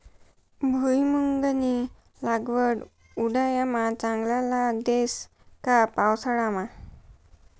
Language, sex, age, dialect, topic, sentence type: Marathi, female, 18-24, Northern Konkan, agriculture, statement